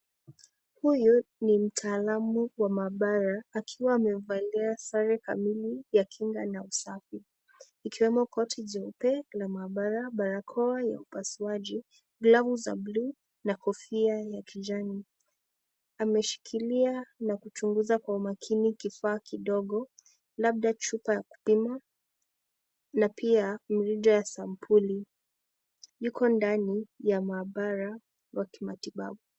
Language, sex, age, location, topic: Swahili, female, 18-24, Nakuru, agriculture